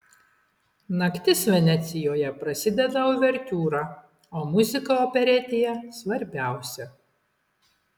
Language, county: Lithuanian, Klaipėda